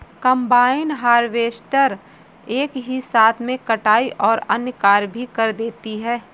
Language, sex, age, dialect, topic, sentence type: Hindi, female, 18-24, Marwari Dhudhari, agriculture, statement